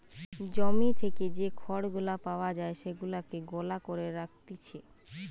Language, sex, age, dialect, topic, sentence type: Bengali, female, 18-24, Western, agriculture, statement